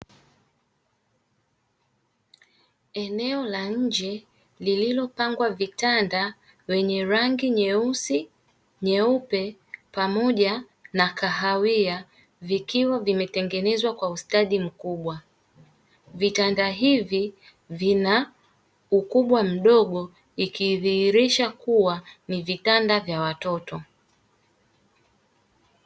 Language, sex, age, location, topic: Swahili, female, 18-24, Dar es Salaam, finance